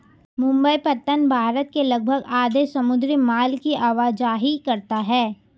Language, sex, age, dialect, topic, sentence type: Hindi, female, 18-24, Hindustani Malvi Khadi Boli, banking, statement